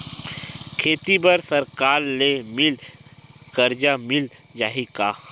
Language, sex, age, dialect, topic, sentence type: Chhattisgarhi, male, 18-24, Western/Budati/Khatahi, agriculture, question